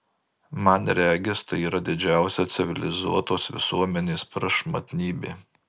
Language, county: Lithuanian, Marijampolė